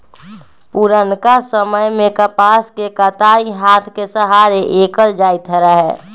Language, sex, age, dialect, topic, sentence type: Magahi, female, 18-24, Western, agriculture, statement